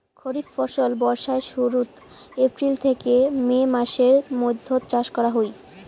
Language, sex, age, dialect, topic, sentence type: Bengali, male, 18-24, Rajbangshi, agriculture, statement